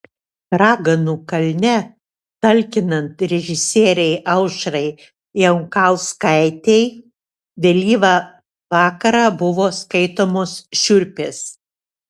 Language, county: Lithuanian, Šiauliai